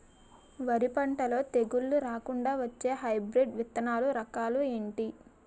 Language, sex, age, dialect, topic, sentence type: Telugu, female, 18-24, Utterandhra, agriculture, question